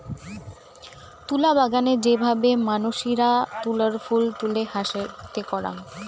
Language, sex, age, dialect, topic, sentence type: Bengali, female, 18-24, Rajbangshi, agriculture, statement